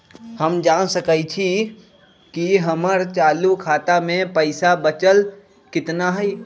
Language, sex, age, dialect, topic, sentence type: Magahi, male, 18-24, Western, banking, statement